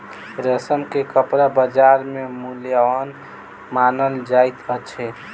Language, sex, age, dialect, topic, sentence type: Maithili, male, 18-24, Southern/Standard, agriculture, statement